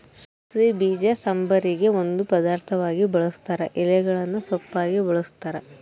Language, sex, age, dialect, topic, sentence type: Kannada, male, 41-45, Central, agriculture, statement